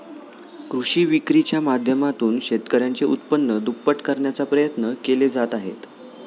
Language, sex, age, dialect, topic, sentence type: Marathi, male, 18-24, Standard Marathi, agriculture, statement